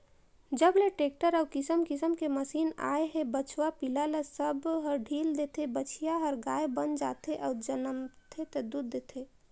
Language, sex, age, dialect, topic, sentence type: Chhattisgarhi, female, 18-24, Northern/Bhandar, agriculture, statement